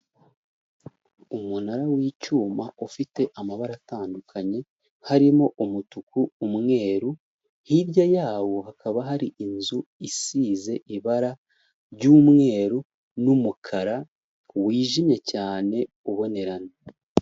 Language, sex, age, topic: Kinyarwanda, male, 18-24, government